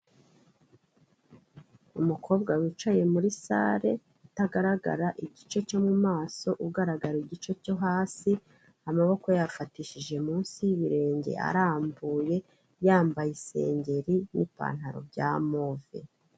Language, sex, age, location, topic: Kinyarwanda, female, 36-49, Kigali, health